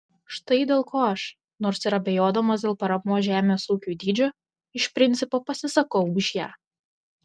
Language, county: Lithuanian, Telšiai